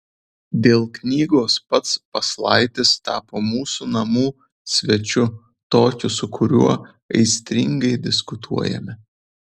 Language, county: Lithuanian, Vilnius